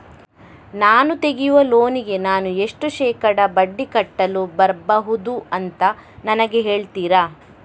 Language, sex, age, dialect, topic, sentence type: Kannada, female, 18-24, Coastal/Dakshin, banking, question